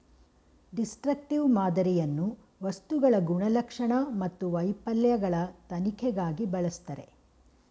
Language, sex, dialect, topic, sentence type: Kannada, female, Mysore Kannada, agriculture, statement